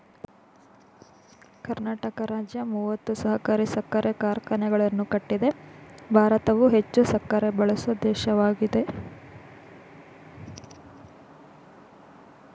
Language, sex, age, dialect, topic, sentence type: Kannada, female, 25-30, Mysore Kannada, agriculture, statement